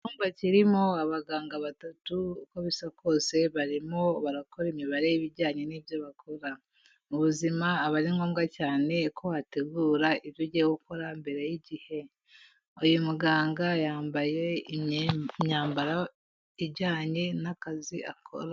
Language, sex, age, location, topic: Kinyarwanda, female, 18-24, Kigali, health